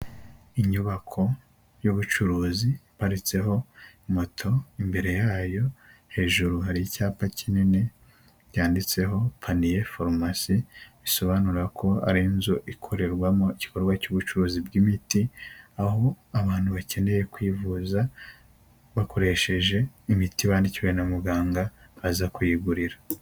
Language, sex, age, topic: Kinyarwanda, male, 18-24, health